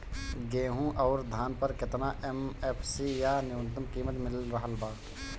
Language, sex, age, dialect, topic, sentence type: Bhojpuri, male, 18-24, Northern, agriculture, question